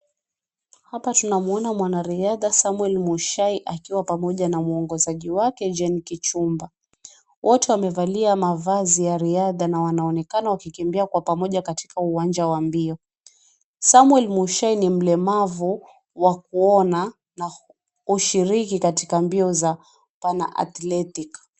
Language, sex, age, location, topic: Swahili, female, 25-35, Mombasa, education